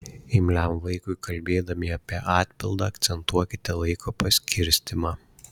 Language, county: Lithuanian, Šiauliai